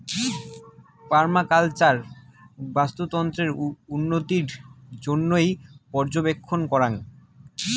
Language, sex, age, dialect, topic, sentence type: Bengali, male, 18-24, Rajbangshi, agriculture, statement